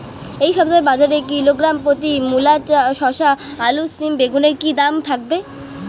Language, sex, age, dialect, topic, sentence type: Bengali, female, 18-24, Rajbangshi, agriculture, question